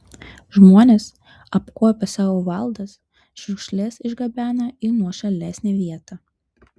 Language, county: Lithuanian, Utena